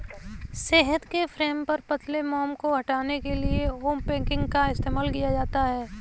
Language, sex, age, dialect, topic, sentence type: Hindi, female, 18-24, Kanauji Braj Bhasha, agriculture, statement